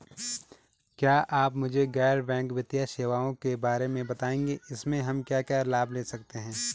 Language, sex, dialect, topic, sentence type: Hindi, male, Garhwali, banking, question